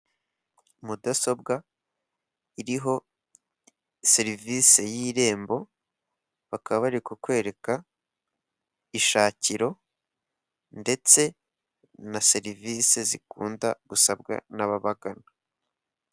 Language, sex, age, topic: Kinyarwanda, male, 18-24, government